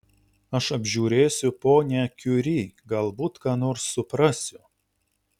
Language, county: Lithuanian, Utena